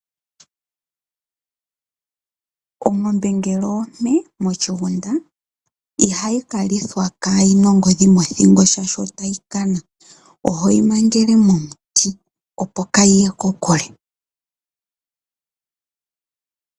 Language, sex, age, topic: Oshiwambo, female, 25-35, agriculture